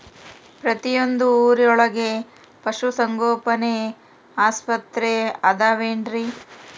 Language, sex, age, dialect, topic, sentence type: Kannada, female, 36-40, Central, agriculture, question